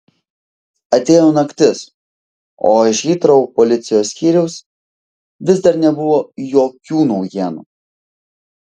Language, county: Lithuanian, Vilnius